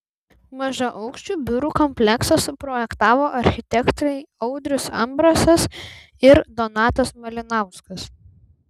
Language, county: Lithuanian, Vilnius